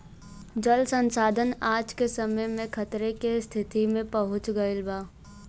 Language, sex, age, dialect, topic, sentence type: Bhojpuri, female, 18-24, Western, agriculture, statement